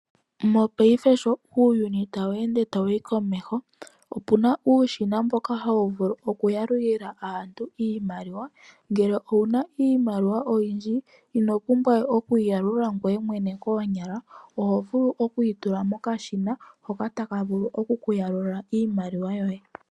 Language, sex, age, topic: Oshiwambo, female, 18-24, finance